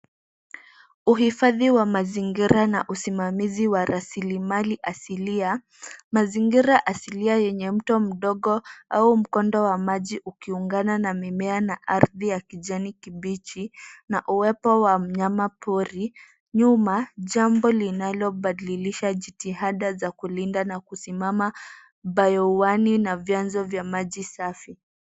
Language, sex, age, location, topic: Swahili, female, 18-24, Nairobi, government